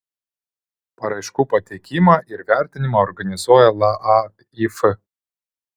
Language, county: Lithuanian, Vilnius